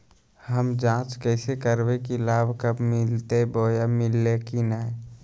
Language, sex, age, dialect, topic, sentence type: Magahi, male, 25-30, Southern, banking, question